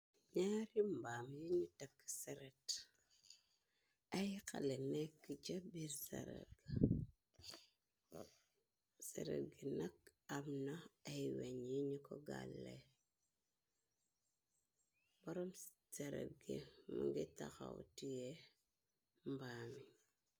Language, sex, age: Wolof, female, 25-35